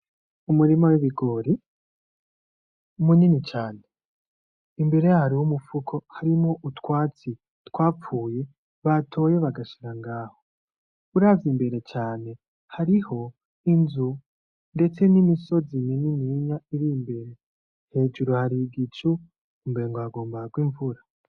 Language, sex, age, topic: Rundi, male, 18-24, agriculture